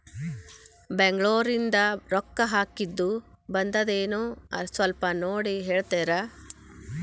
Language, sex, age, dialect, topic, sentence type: Kannada, female, 41-45, Dharwad Kannada, banking, question